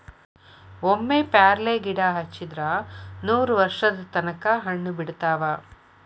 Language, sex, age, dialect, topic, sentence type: Kannada, female, 25-30, Dharwad Kannada, agriculture, statement